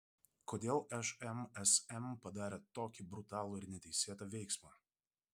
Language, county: Lithuanian, Vilnius